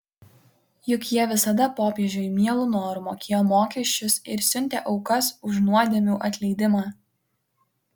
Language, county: Lithuanian, Kaunas